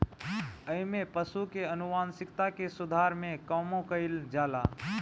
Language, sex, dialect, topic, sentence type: Bhojpuri, male, Northern, agriculture, statement